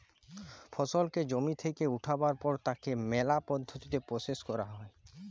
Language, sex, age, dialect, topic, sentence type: Bengali, male, 18-24, Jharkhandi, agriculture, statement